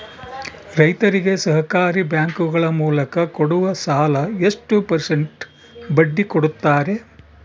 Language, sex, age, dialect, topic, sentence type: Kannada, male, 60-100, Central, agriculture, question